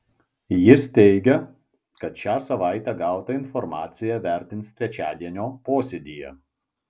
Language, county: Lithuanian, Vilnius